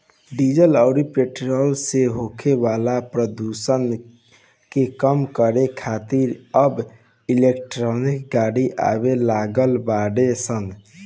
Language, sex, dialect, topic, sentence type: Bhojpuri, male, Southern / Standard, agriculture, statement